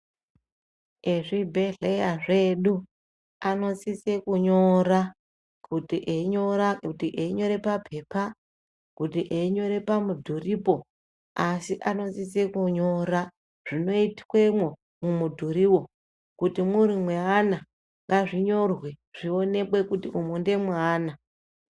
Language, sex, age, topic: Ndau, female, 25-35, health